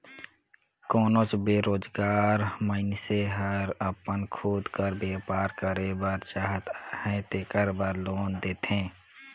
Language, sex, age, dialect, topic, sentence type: Chhattisgarhi, male, 18-24, Northern/Bhandar, banking, statement